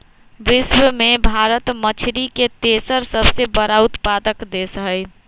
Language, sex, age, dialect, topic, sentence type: Magahi, female, 18-24, Western, agriculture, statement